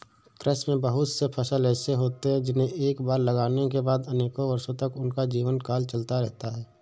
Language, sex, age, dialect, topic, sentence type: Hindi, male, 18-24, Awadhi Bundeli, agriculture, statement